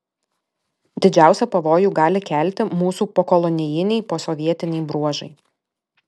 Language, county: Lithuanian, Alytus